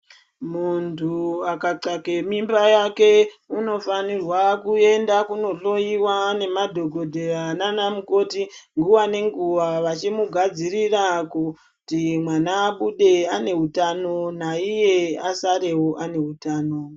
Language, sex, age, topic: Ndau, female, 25-35, health